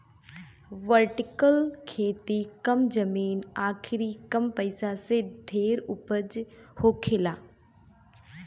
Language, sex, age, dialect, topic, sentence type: Bhojpuri, female, 25-30, Northern, agriculture, statement